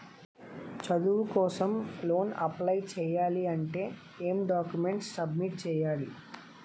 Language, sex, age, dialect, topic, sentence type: Telugu, male, 25-30, Utterandhra, banking, question